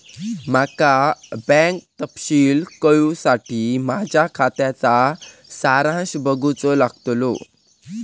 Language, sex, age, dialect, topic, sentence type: Marathi, male, 18-24, Southern Konkan, banking, statement